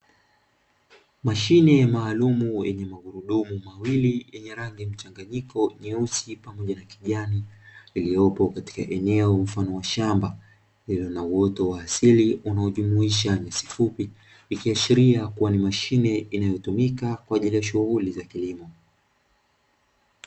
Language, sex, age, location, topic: Swahili, male, 25-35, Dar es Salaam, agriculture